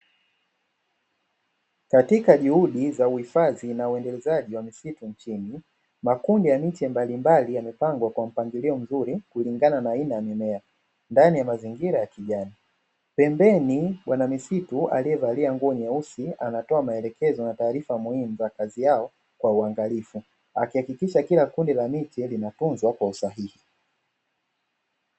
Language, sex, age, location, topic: Swahili, male, 25-35, Dar es Salaam, agriculture